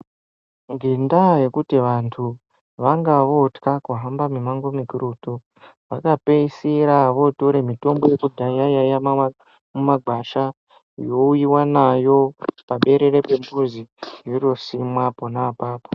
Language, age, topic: Ndau, 18-24, health